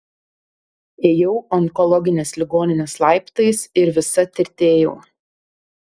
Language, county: Lithuanian, Panevėžys